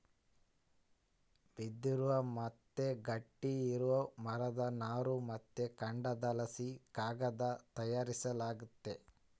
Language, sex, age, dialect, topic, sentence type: Kannada, male, 25-30, Central, agriculture, statement